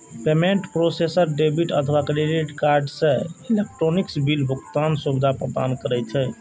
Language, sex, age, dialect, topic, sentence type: Maithili, male, 18-24, Eastern / Thethi, banking, statement